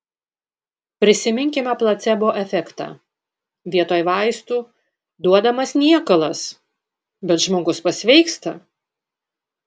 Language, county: Lithuanian, Panevėžys